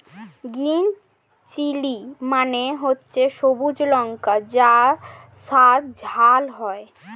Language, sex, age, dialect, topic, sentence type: Bengali, female, <18, Standard Colloquial, agriculture, statement